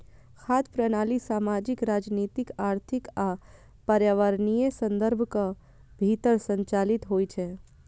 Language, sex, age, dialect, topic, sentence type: Maithili, female, 31-35, Eastern / Thethi, agriculture, statement